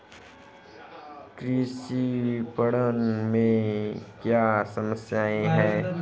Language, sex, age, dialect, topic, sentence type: Hindi, male, 25-30, Hindustani Malvi Khadi Boli, agriculture, question